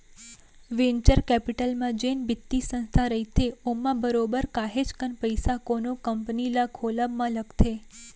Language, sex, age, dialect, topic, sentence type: Chhattisgarhi, female, 18-24, Central, banking, statement